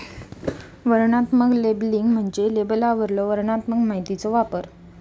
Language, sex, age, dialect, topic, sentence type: Marathi, female, 18-24, Southern Konkan, banking, statement